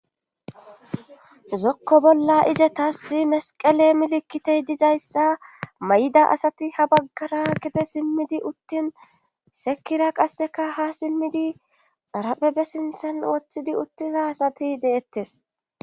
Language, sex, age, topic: Gamo, female, 25-35, government